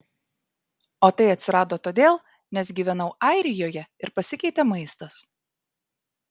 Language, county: Lithuanian, Vilnius